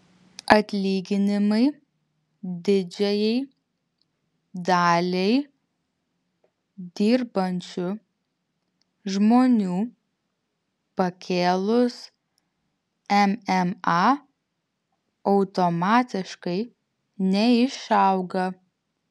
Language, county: Lithuanian, Vilnius